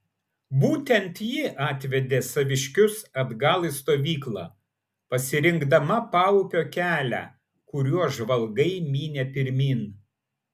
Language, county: Lithuanian, Vilnius